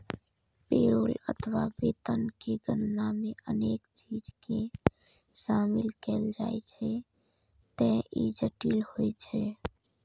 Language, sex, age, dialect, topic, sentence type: Maithili, female, 31-35, Eastern / Thethi, banking, statement